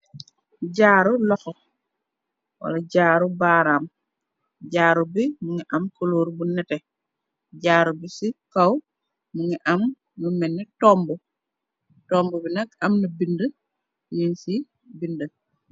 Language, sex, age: Wolof, female, 36-49